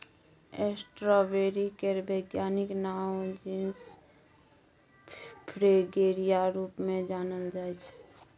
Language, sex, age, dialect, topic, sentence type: Maithili, female, 18-24, Bajjika, agriculture, statement